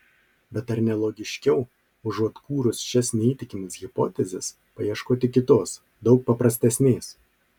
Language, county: Lithuanian, Marijampolė